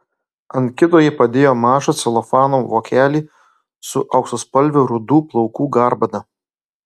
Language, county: Lithuanian, Klaipėda